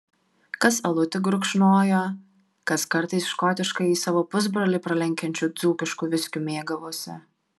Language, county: Lithuanian, Vilnius